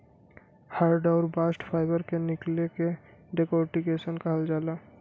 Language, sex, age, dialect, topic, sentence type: Bhojpuri, male, 18-24, Western, agriculture, statement